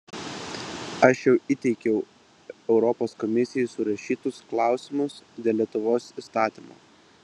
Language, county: Lithuanian, Vilnius